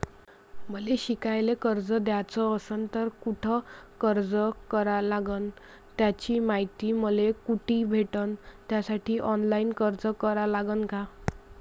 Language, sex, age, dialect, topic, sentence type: Marathi, female, 25-30, Varhadi, banking, question